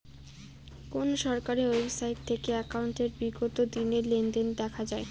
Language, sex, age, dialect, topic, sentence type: Bengali, female, 18-24, Rajbangshi, banking, question